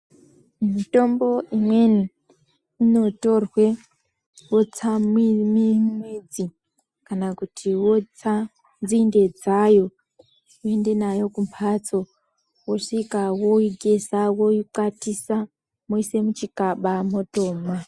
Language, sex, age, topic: Ndau, female, 25-35, health